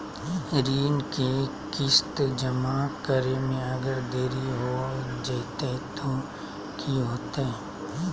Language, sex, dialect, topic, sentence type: Magahi, male, Southern, banking, question